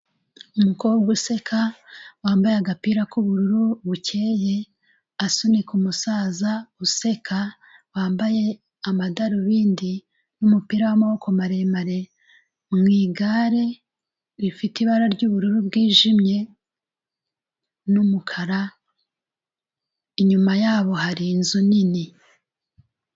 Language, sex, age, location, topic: Kinyarwanda, female, 36-49, Kigali, health